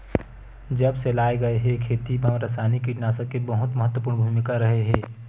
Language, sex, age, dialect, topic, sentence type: Chhattisgarhi, male, 25-30, Western/Budati/Khatahi, agriculture, statement